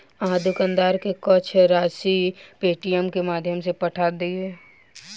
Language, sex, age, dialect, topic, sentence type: Maithili, female, 18-24, Southern/Standard, banking, statement